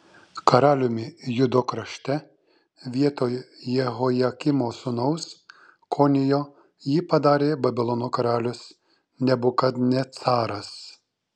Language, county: Lithuanian, Šiauliai